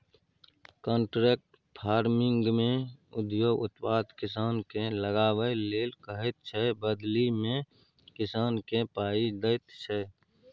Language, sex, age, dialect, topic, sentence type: Maithili, male, 31-35, Bajjika, agriculture, statement